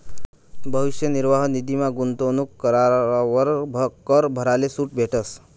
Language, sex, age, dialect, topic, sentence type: Marathi, male, 31-35, Northern Konkan, banking, statement